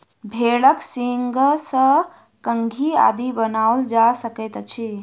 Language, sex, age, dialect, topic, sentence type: Maithili, female, 25-30, Southern/Standard, agriculture, statement